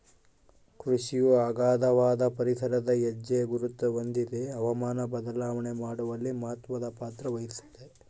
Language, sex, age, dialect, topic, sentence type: Kannada, male, 18-24, Central, agriculture, statement